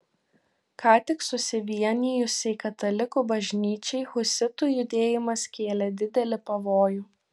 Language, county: Lithuanian, Vilnius